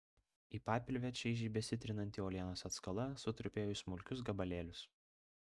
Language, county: Lithuanian, Vilnius